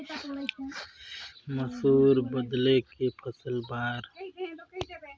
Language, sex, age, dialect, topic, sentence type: Chhattisgarhi, male, 60-100, Northern/Bhandar, agriculture, question